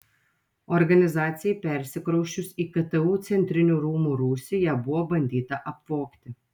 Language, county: Lithuanian, Telšiai